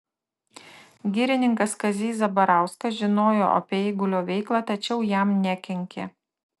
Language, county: Lithuanian, Tauragė